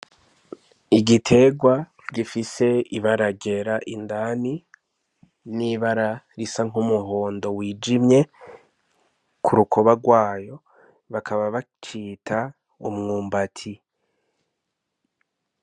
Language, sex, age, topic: Rundi, male, 25-35, agriculture